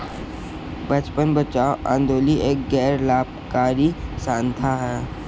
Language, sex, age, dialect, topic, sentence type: Hindi, male, 25-30, Kanauji Braj Bhasha, banking, statement